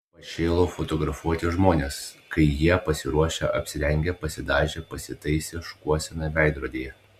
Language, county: Lithuanian, Klaipėda